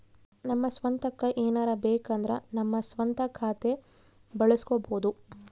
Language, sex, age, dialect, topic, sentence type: Kannada, female, 25-30, Central, banking, statement